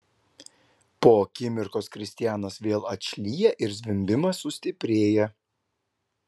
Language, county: Lithuanian, Klaipėda